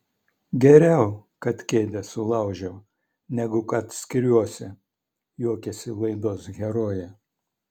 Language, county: Lithuanian, Vilnius